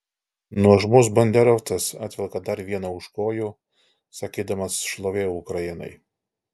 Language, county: Lithuanian, Alytus